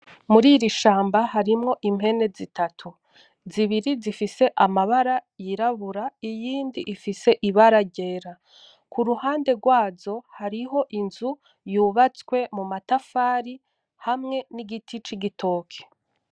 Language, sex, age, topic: Rundi, female, 25-35, agriculture